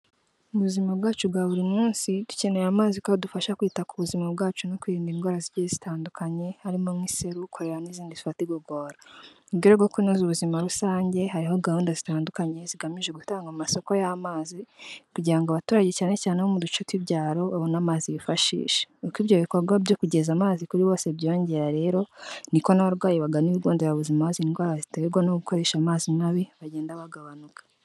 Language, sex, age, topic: Kinyarwanda, female, 18-24, health